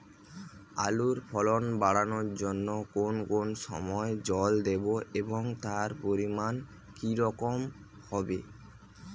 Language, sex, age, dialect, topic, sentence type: Bengali, male, 18-24, Rajbangshi, agriculture, question